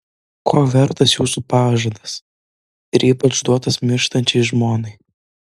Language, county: Lithuanian, Vilnius